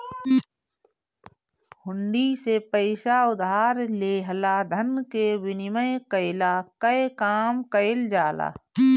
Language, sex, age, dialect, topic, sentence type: Bhojpuri, female, 31-35, Northern, banking, statement